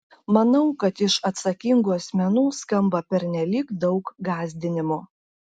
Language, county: Lithuanian, Klaipėda